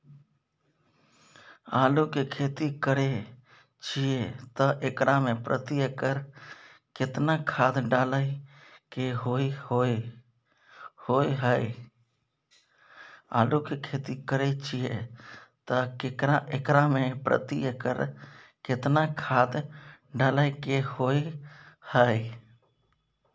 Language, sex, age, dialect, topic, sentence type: Maithili, male, 41-45, Bajjika, agriculture, question